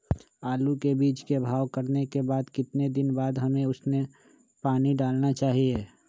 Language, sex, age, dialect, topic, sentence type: Magahi, male, 25-30, Western, agriculture, question